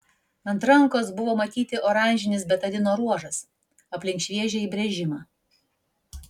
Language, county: Lithuanian, Vilnius